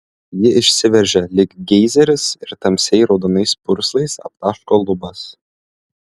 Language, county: Lithuanian, Klaipėda